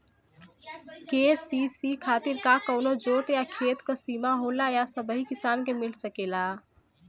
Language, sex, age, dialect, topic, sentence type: Bhojpuri, female, 18-24, Western, agriculture, question